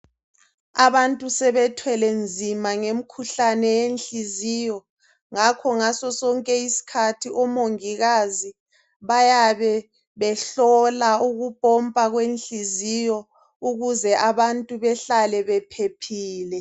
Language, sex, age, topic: North Ndebele, male, 36-49, health